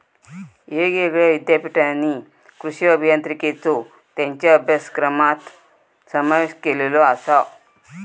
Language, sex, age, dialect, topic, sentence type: Marathi, female, 41-45, Southern Konkan, agriculture, statement